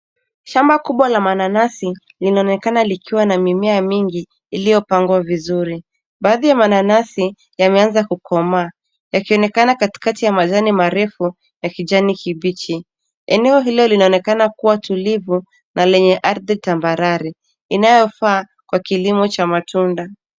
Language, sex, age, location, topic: Swahili, female, 18-24, Nairobi, agriculture